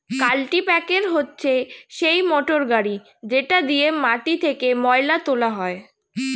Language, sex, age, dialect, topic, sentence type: Bengali, female, 36-40, Standard Colloquial, agriculture, statement